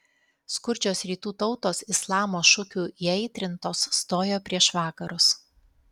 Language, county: Lithuanian, Alytus